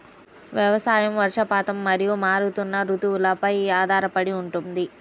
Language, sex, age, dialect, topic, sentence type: Telugu, female, 31-35, Central/Coastal, agriculture, statement